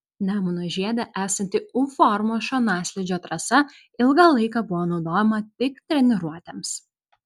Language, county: Lithuanian, Vilnius